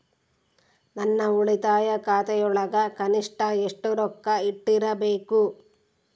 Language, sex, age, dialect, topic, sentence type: Kannada, female, 36-40, Central, banking, question